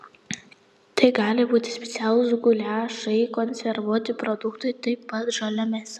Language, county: Lithuanian, Panevėžys